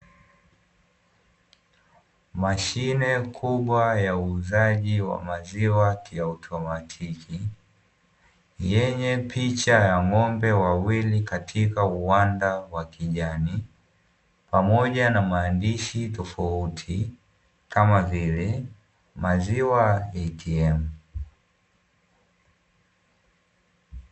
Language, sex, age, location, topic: Swahili, male, 18-24, Dar es Salaam, finance